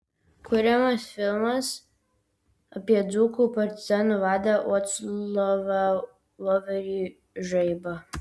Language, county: Lithuanian, Vilnius